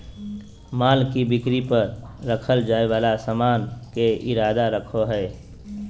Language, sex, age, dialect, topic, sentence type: Magahi, male, 18-24, Southern, banking, statement